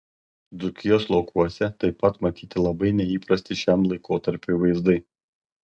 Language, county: Lithuanian, Panevėžys